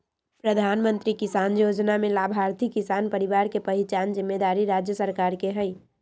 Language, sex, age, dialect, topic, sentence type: Magahi, female, 18-24, Western, agriculture, statement